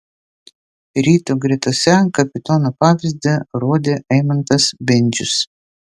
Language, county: Lithuanian, Vilnius